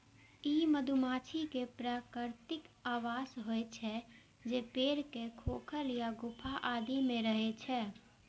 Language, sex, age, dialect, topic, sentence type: Maithili, female, 18-24, Eastern / Thethi, agriculture, statement